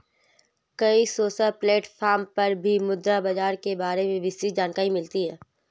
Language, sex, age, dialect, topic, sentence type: Hindi, female, 18-24, Marwari Dhudhari, banking, statement